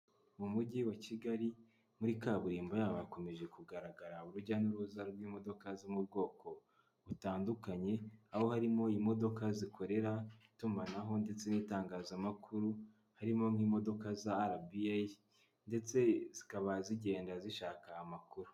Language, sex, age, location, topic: Kinyarwanda, male, 18-24, Kigali, government